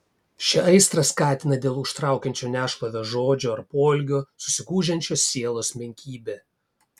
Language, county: Lithuanian, Kaunas